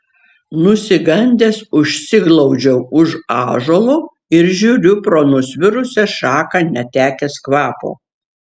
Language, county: Lithuanian, Šiauliai